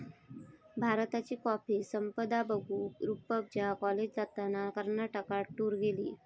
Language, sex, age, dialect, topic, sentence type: Marathi, female, 25-30, Southern Konkan, agriculture, statement